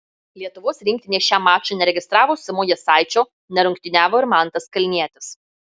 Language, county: Lithuanian, Marijampolė